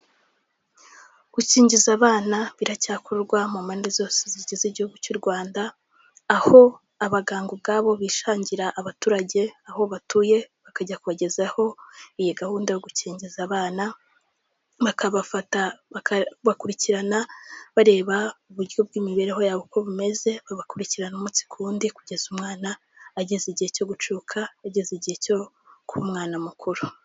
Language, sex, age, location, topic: Kinyarwanda, female, 18-24, Kigali, health